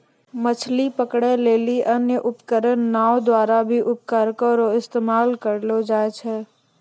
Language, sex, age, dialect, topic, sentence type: Maithili, female, 18-24, Angika, agriculture, statement